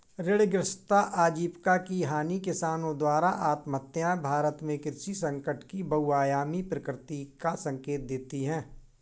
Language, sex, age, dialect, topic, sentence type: Hindi, male, 41-45, Awadhi Bundeli, agriculture, statement